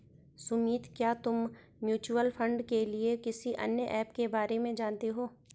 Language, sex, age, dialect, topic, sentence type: Hindi, female, 31-35, Garhwali, banking, statement